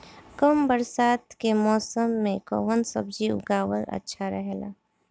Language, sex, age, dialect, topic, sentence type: Bhojpuri, female, 25-30, Northern, agriculture, question